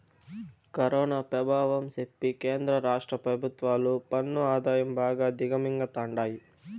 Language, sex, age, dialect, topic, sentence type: Telugu, male, 18-24, Southern, banking, statement